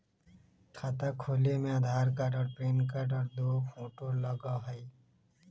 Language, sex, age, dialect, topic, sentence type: Magahi, male, 25-30, Western, banking, question